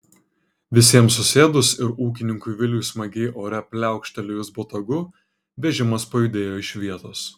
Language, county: Lithuanian, Kaunas